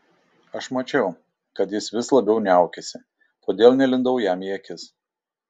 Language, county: Lithuanian, Šiauliai